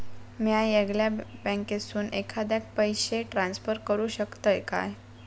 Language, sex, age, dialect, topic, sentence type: Marathi, female, 56-60, Southern Konkan, banking, statement